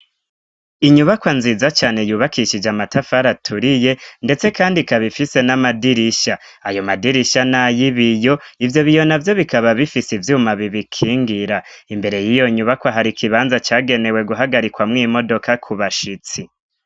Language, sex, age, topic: Rundi, male, 25-35, education